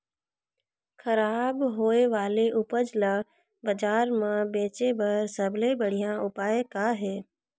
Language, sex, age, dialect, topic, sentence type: Chhattisgarhi, female, 46-50, Northern/Bhandar, agriculture, statement